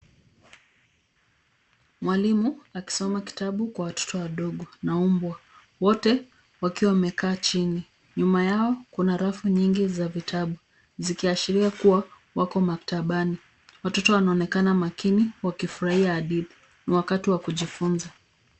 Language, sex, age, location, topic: Swahili, female, 25-35, Nairobi, education